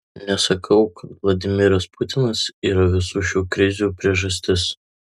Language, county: Lithuanian, Tauragė